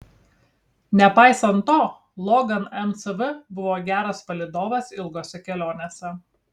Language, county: Lithuanian, Kaunas